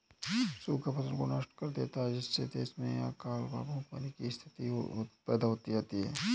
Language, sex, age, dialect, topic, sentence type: Hindi, male, 18-24, Awadhi Bundeli, agriculture, statement